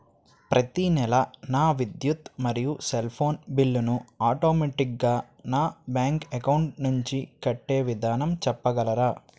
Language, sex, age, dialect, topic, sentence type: Telugu, male, 18-24, Utterandhra, banking, question